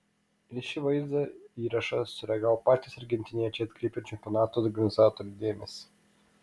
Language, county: Lithuanian, Kaunas